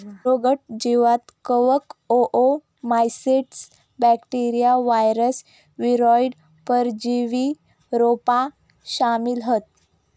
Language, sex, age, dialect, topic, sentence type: Marathi, female, 18-24, Southern Konkan, agriculture, statement